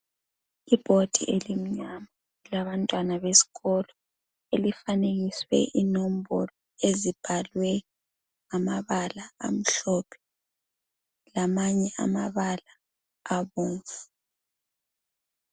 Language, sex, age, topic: North Ndebele, male, 25-35, education